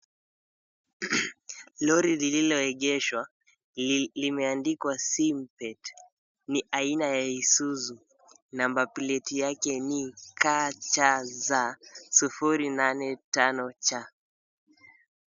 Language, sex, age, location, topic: Swahili, male, 18-24, Mombasa, government